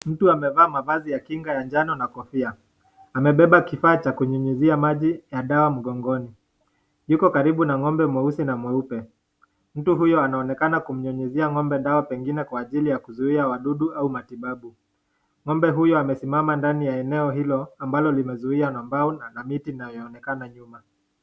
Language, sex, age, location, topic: Swahili, male, 18-24, Nakuru, agriculture